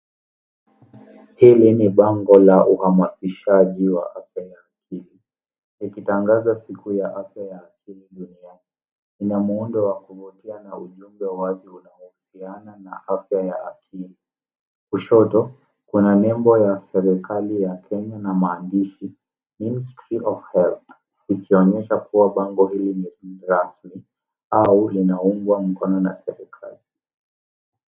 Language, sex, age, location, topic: Swahili, male, 18-24, Nairobi, health